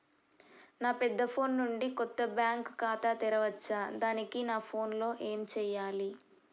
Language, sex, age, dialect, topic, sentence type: Telugu, male, 18-24, Telangana, banking, question